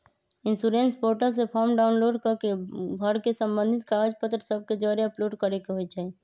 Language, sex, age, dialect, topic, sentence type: Magahi, female, 31-35, Western, banking, statement